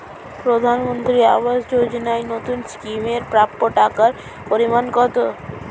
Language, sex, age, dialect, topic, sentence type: Bengali, female, 18-24, Standard Colloquial, banking, question